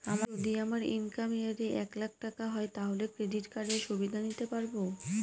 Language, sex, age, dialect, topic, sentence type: Bengali, female, 18-24, Northern/Varendri, banking, question